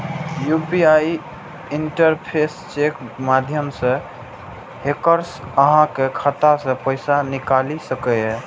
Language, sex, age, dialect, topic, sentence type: Maithili, male, 18-24, Eastern / Thethi, banking, statement